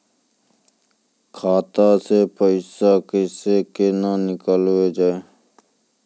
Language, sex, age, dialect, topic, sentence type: Maithili, male, 25-30, Angika, banking, question